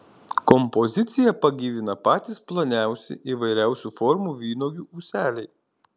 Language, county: Lithuanian, Kaunas